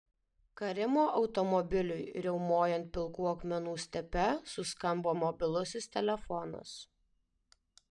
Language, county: Lithuanian, Alytus